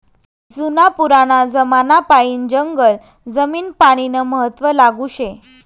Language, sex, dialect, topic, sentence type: Marathi, female, Northern Konkan, agriculture, statement